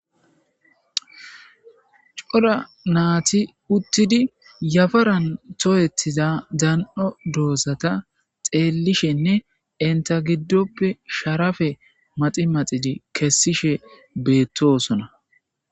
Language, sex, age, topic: Gamo, male, 25-35, agriculture